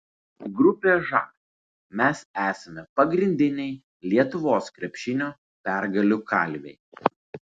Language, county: Lithuanian, Vilnius